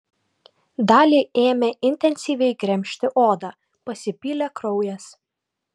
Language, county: Lithuanian, Kaunas